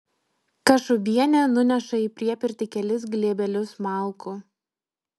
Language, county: Lithuanian, Vilnius